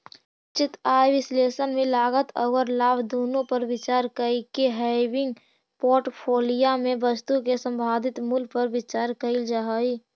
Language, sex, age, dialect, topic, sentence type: Magahi, female, 60-100, Central/Standard, banking, statement